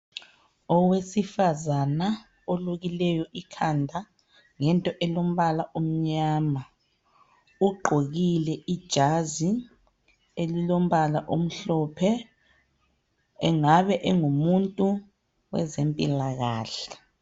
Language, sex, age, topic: North Ndebele, female, 25-35, health